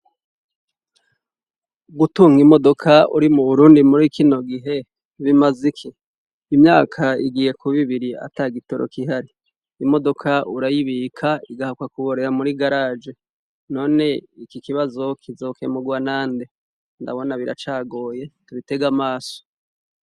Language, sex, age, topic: Rundi, male, 36-49, education